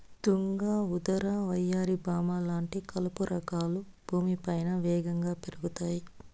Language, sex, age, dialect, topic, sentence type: Telugu, female, 25-30, Southern, agriculture, statement